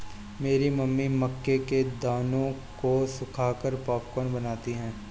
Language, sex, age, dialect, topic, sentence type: Hindi, male, 25-30, Awadhi Bundeli, agriculture, statement